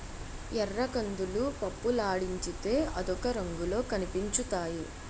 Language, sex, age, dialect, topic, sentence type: Telugu, male, 51-55, Utterandhra, agriculture, statement